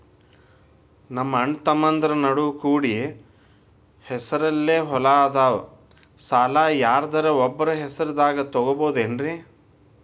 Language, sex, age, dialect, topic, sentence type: Kannada, male, 25-30, Dharwad Kannada, banking, question